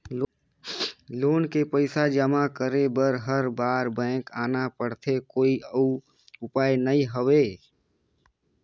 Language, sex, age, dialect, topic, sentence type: Chhattisgarhi, male, 25-30, Northern/Bhandar, banking, question